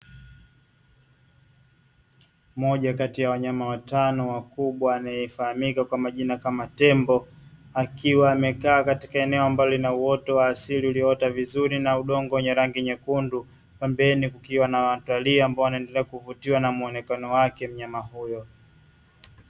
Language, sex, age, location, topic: Swahili, male, 25-35, Dar es Salaam, agriculture